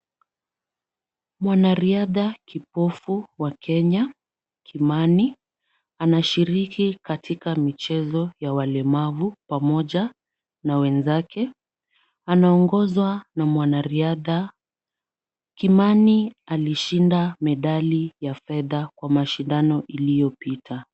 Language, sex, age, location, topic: Swahili, female, 36-49, Kisumu, education